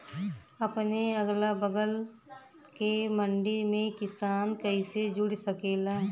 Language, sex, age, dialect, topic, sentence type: Bhojpuri, female, 31-35, Western, agriculture, question